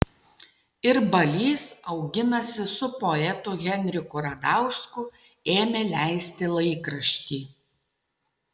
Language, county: Lithuanian, Utena